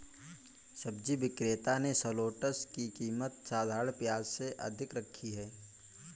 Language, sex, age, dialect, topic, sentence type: Hindi, male, 18-24, Kanauji Braj Bhasha, agriculture, statement